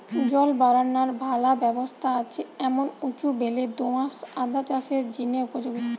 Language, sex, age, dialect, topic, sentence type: Bengali, female, 18-24, Western, agriculture, statement